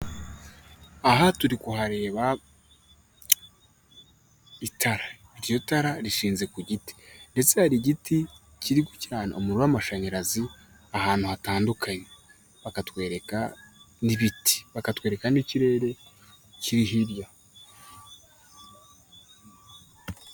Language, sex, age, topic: Kinyarwanda, male, 18-24, government